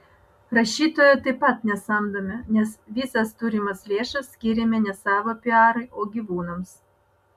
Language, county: Lithuanian, Vilnius